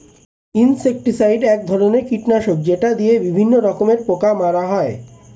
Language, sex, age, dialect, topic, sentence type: Bengali, male, 25-30, Standard Colloquial, agriculture, statement